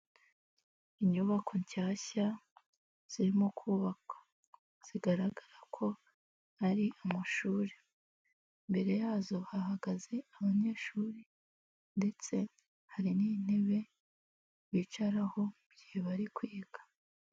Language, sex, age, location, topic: Kinyarwanda, female, 18-24, Nyagatare, government